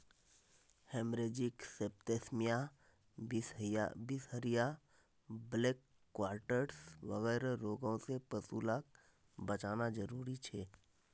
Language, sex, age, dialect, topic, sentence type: Magahi, male, 25-30, Northeastern/Surjapuri, agriculture, statement